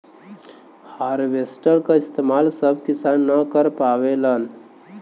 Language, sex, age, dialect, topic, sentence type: Bhojpuri, male, 18-24, Western, agriculture, statement